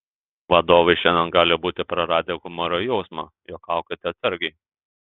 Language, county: Lithuanian, Telšiai